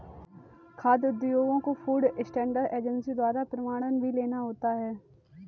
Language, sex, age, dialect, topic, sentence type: Hindi, female, 18-24, Kanauji Braj Bhasha, agriculture, statement